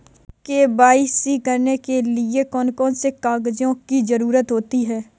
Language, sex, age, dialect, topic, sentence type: Hindi, female, 31-35, Kanauji Braj Bhasha, banking, question